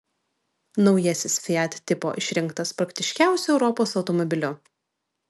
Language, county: Lithuanian, Vilnius